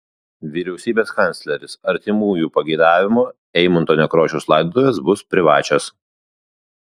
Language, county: Lithuanian, Kaunas